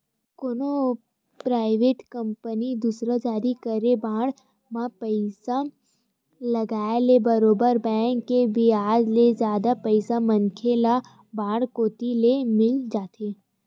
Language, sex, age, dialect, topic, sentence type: Chhattisgarhi, female, 25-30, Western/Budati/Khatahi, banking, statement